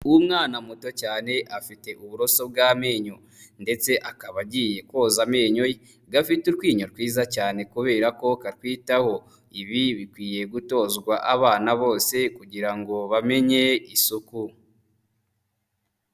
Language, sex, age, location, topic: Kinyarwanda, male, 25-35, Huye, health